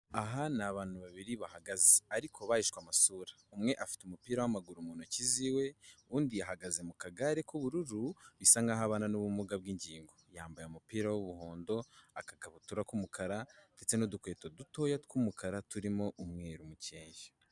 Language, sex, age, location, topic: Kinyarwanda, male, 18-24, Kigali, health